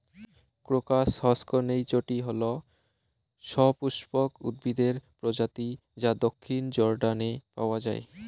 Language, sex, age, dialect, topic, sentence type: Bengali, male, 18-24, Rajbangshi, agriculture, question